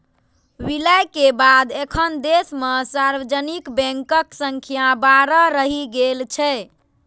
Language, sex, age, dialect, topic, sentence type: Maithili, female, 18-24, Eastern / Thethi, banking, statement